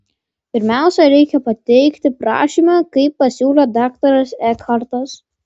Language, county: Lithuanian, Vilnius